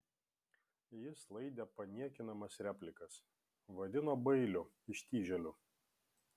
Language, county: Lithuanian, Vilnius